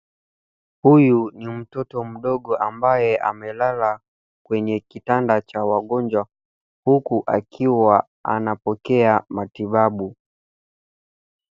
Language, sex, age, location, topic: Swahili, male, 25-35, Nairobi, health